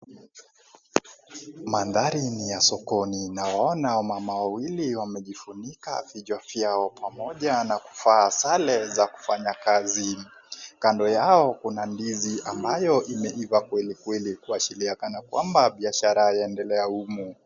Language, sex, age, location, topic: Swahili, male, 18-24, Kisii, agriculture